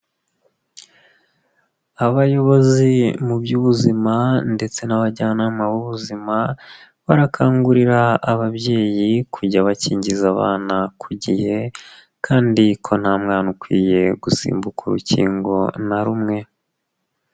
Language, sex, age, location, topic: Kinyarwanda, male, 25-35, Nyagatare, health